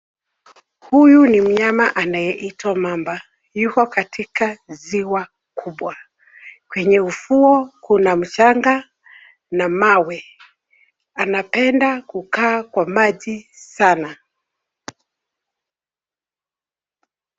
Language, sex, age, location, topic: Swahili, female, 36-49, Nairobi, government